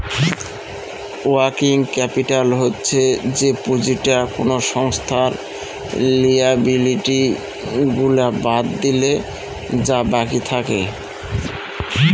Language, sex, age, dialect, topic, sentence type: Bengali, male, 36-40, Northern/Varendri, banking, statement